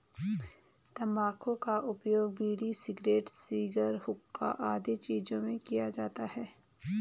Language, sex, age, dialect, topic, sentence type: Hindi, female, 25-30, Garhwali, agriculture, statement